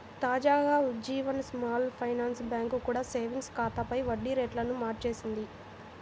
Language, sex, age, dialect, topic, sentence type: Telugu, female, 18-24, Central/Coastal, banking, statement